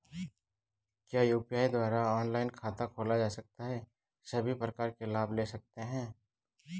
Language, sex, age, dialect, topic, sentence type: Hindi, male, 36-40, Garhwali, banking, question